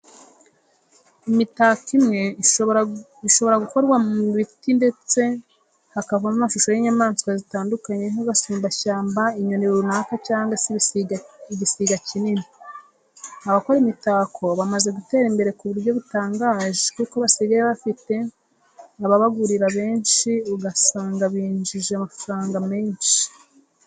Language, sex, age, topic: Kinyarwanda, female, 25-35, education